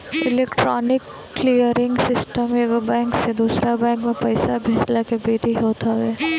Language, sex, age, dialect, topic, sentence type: Bhojpuri, female, 18-24, Northern, banking, statement